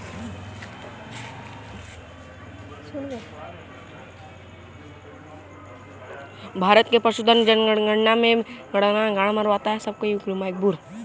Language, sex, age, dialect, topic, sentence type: Hindi, male, 36-40, Kanauji Braj Bhasha, agriculture, statement